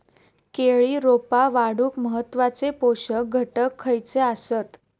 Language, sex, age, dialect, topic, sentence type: Marathi, female, 18-24, Southern Konkan, agriculture, question